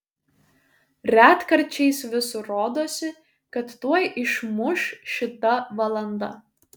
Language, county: Lithuanian, Šiauliai